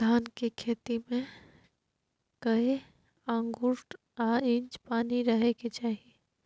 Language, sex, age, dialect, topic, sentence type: Maithili, female, 25-30, Bajjika, agriculture, question